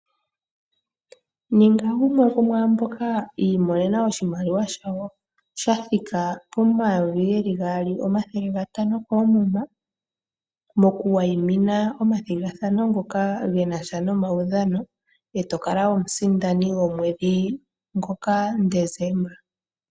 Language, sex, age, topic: Oshiwambo, female, 25-35, finance